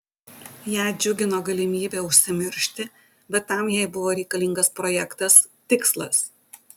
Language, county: Lithuanian, Utena